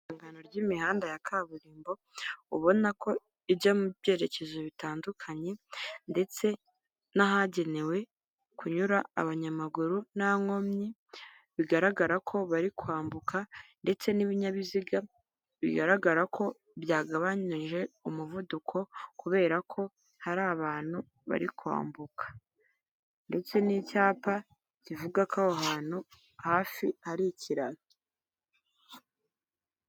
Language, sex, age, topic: Kinyarwanda, female, 18-24, government